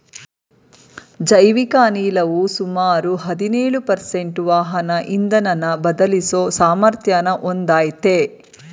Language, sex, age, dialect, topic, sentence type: Kannada, female, 36-40, Mysore Kannada, agriculture, statement